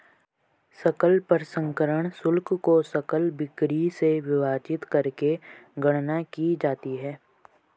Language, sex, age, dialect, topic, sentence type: Hindi, male, 18-24, Marwari Dhudhari, banking, statement